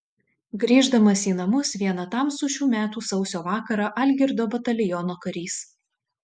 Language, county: Lithuanian, Šiauliai